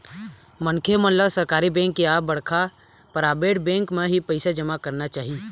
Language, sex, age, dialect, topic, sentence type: Chhattisgarhi, male, 18-24, Eastern, banking, statement